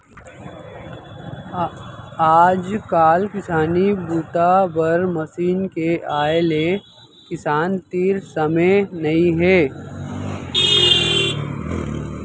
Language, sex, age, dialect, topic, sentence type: Chhattisgarhi, male, 31-35, Central, agriculture, statement